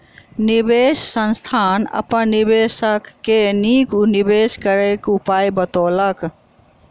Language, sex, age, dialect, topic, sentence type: Maithili, female, 46-50, Southern/Standard, banking, statement